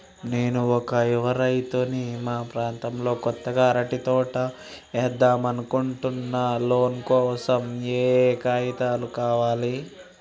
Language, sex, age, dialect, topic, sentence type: Telugu, male, 18-24, Telangana, banking, question